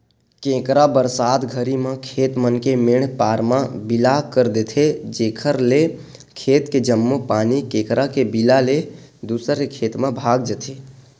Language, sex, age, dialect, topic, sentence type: Chhattisgarhi, male, 18-24, Western/Budati/Khatahi, agriculture, statement